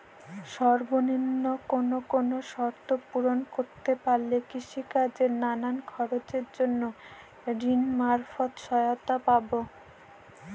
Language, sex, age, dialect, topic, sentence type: Bengali, female, 25-30, Northern/Varendri, banking, question